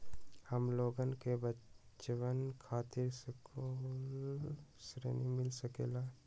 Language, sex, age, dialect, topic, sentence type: Magahi, male, 18-24, Western, banking, question